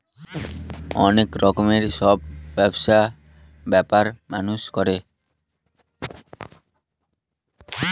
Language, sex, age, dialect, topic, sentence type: Bengali, male, 18-24, Northern/Varendri, banking, statement